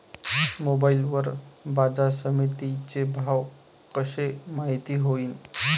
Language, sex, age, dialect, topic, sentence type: Marathi, male, 25-30, Varhadi, agriculture, question